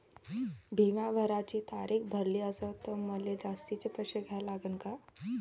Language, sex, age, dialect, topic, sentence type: Marathi, female, 18-24, Varhadi, banking, question